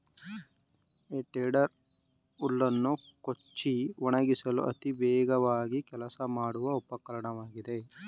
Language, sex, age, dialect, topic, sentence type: Kannada, male, 36-40, Mysore Kannada, agriculture, statement